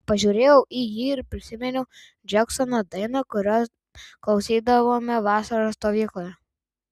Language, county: Lithuanian, Tauragė